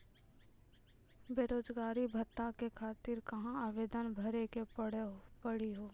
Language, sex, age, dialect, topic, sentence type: Maithili, female, 18-24, Angika, banking, question